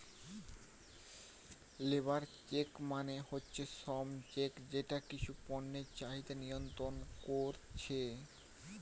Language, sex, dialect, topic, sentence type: Bengali, male, Western, banking, statement